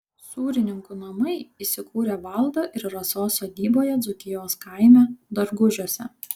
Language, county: Lithuanian, Kaunas